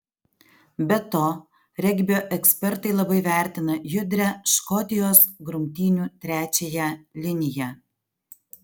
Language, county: Lithuanian, Alytus